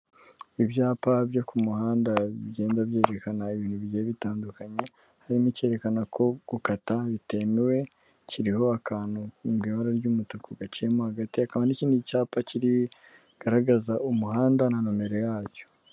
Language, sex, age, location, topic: Kinyarwanda, female, 18-24, Kigali, government